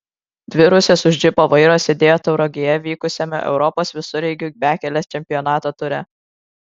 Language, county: Lithuanian, Kaunas